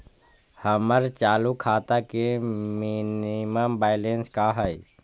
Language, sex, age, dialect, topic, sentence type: Magahi, male, 51-55, Central/Standard, banking, statement